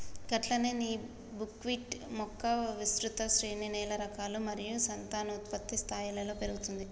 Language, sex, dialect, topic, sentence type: Telugu, male, Telangana, agriculture, statement